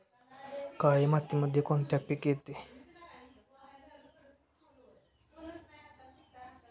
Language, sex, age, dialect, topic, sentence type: Marathi, male, 18-24, Standard Marathi, agriculture, question